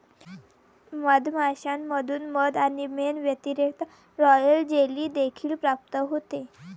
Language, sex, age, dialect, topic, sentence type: Marathi, female, 18-24, Varhadi, agriculture, statement